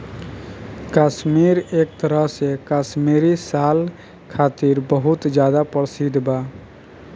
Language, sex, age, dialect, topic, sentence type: Bhojpuri, male, 31-35, Southern / Standard, agriculture, statement